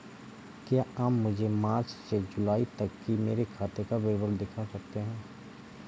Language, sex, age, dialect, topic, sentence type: Hindi, male, 25-30, Awadhi Bundeli, banking, question